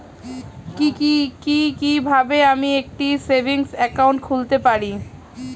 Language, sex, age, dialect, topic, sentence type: Bengali, female, 25-30, Standard Colloquial, banking, question